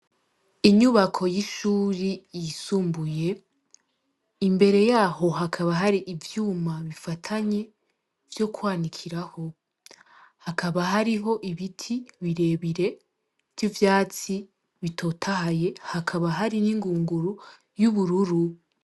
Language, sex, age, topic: Rundi, female, 18-24, education